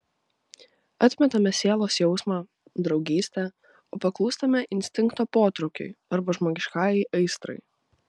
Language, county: Lithuanian, Vilnius